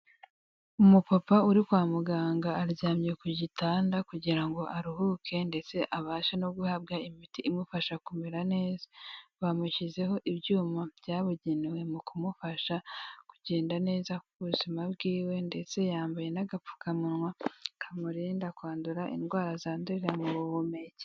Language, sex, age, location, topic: Kinyarwanda, female, 18-24, Kigali, health